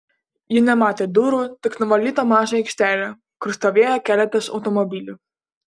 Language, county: Lithuanian, Panevėžys